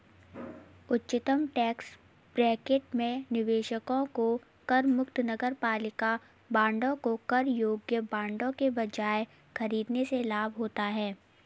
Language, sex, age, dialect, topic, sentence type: Hindi, female, 60-100, Kanauji Braj Bhasha, banking, statement